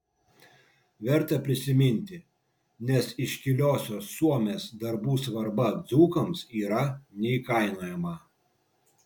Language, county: Lithuanian, Vilnius